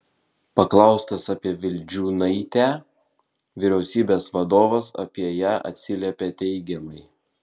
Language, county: Lithuanian, Vilnius